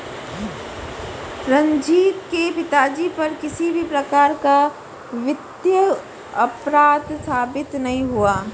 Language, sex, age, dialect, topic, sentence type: Hindi, female, 18-24, Marwari Dhudhari, banking, statement